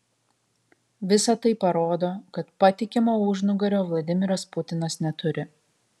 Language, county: Lithuanian, Kaunas